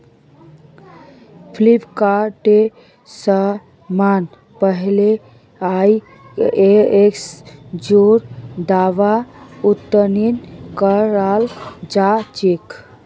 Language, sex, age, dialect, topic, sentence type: Magahi, female, 25-30, Northeastern/Surjapuri, banking, statement